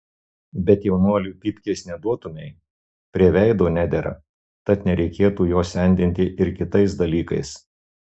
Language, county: Lithuanian, Marijampolė